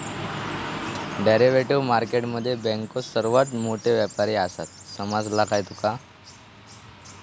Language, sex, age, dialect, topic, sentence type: Marathi, male, 18-24, Southern Konkan, banking, statement